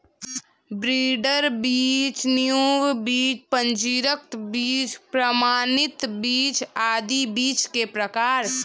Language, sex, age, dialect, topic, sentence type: Hindi, female, 18-24, Hindustani Malvi Khadi Boli, agriculture, statement